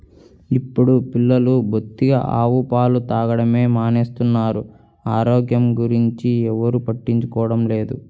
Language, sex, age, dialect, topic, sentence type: Telugu, male, 18-24, Central/Coastal, agriculture, statement